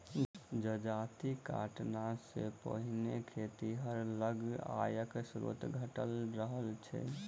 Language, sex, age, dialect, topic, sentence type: Maithili, male, 18-24, Southern/Standard, agriculture, statement